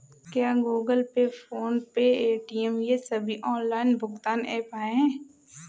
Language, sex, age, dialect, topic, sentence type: Hindi, female, 18-24, Awadhi Bundeli, banking, question